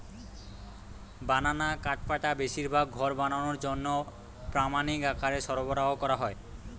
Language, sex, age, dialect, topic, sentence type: Bengali, male, 18-24, Western, agriculture, statement